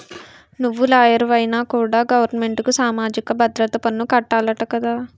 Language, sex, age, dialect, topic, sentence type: Telugu, female, 18-24, Utterandhra, banking, statement